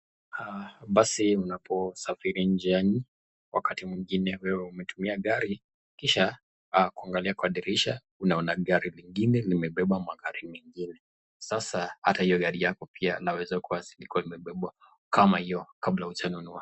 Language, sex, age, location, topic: Swahili, male, 25-35, Nakuru, finance